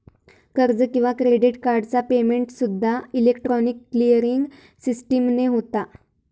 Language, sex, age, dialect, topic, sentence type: Marathi, female, 18-24, Southern Konkan, banking, statement